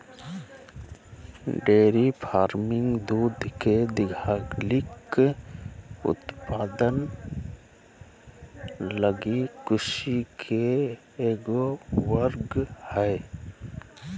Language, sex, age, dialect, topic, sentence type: Magahi, male, 25-30, Southern, agriculture, statement